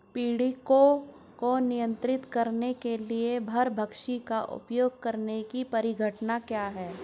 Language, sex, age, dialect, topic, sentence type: Hindi, male, 46-50, Hindustani Malvi Khadi Boli, agriculture, question